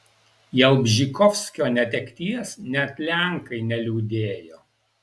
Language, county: Lithuanian, Alytus